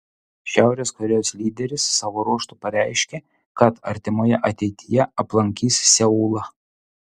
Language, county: Lithuanian, Utena